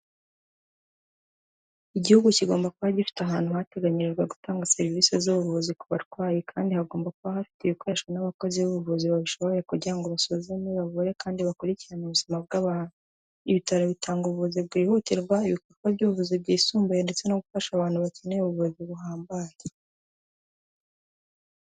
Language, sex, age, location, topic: Kinyarwanda, female, 18-24, Kigali, health